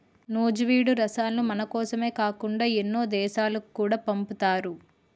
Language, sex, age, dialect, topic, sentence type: Telugu, female, 18-24, Utterandhra, banking, statement